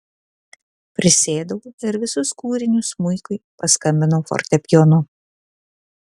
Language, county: Lithuanian, Kaunas